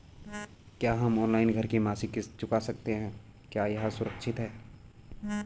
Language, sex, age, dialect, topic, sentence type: Hindi, male, 18-24, Garhwali, banking, question